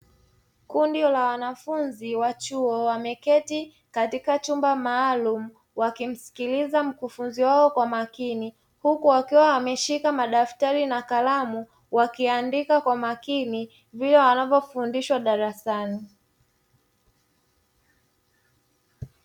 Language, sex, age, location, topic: Swahili, female, 25-35, Dar es Salaam, education